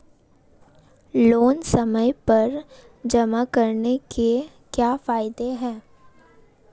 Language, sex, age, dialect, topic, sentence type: Hindi, female, 18-24, Marwari Dhudhari, banking, question